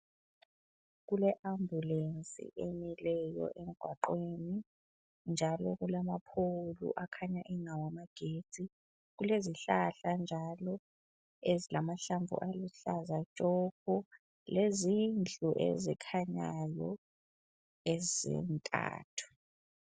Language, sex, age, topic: North Ndebele, female, 25-35, health